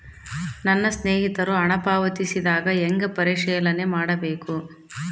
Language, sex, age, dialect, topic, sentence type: Kannada, female, 31-35, Central, banking, question